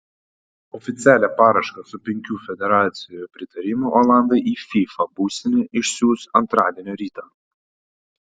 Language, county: Lithuanian, Panevėžys